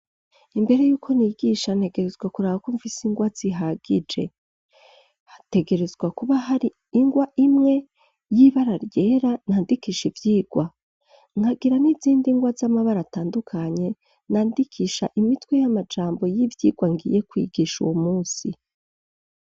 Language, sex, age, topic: Rundi, female, 25-35, education